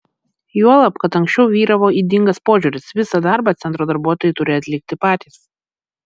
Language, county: Lithuanian, Vilnius